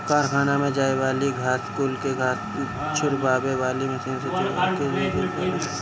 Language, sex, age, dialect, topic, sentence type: Bhojpuri, male, 25-30, Northern, agriculture, statement